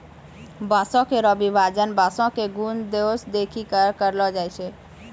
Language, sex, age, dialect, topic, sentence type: Maithili, female, 31-35, Angika, agriculture, statement